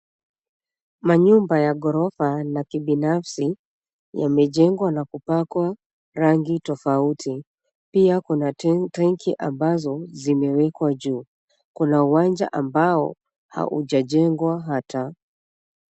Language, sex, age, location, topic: Swahili, female, 25-35, Nairobi, finance